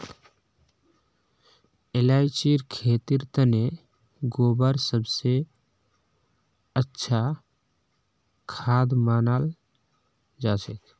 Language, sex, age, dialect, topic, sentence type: Magahi, male, 18-24, Northeastern/Surjapuri, agriculture, statement